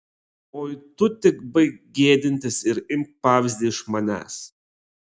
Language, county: Lithuanian, Klaipėda